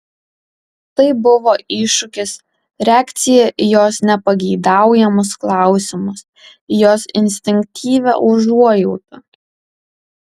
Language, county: Lithuanian, Kaunas